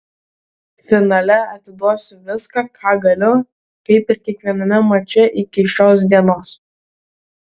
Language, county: Lithuanian, Vilnius